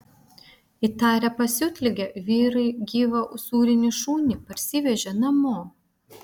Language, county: Lithuanian, Vilnius